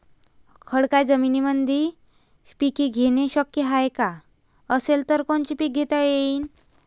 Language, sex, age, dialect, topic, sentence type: Marathi, female, 25-30, Varhadi, agriculture, question